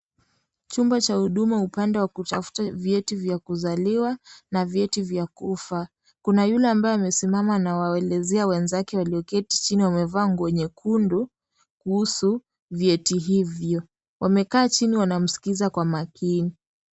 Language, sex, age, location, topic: Swahili, female, 18-24, Kisii, government